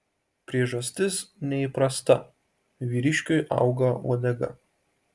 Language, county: Lithuanian, Marijampolė